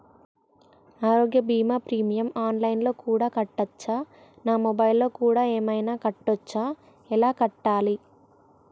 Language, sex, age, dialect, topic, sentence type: Telugu, male, 56-60, Telangana, banking, question